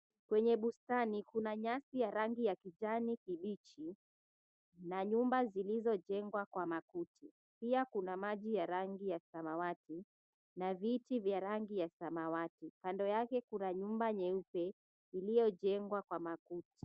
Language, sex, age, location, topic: Swahili, female, 25-35, Mombasa, agriculture